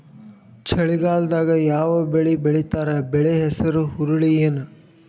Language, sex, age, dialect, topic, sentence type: Kannada, male, 18-24, Dharwad Kannada, agriculture, question